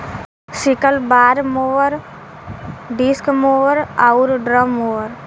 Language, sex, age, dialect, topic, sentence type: Bhojpuri, female, 18-24, Western, agriculture, statement